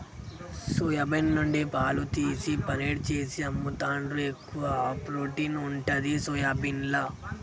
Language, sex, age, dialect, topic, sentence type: Telugu, male, 51-55, Telangana, agriculture, statement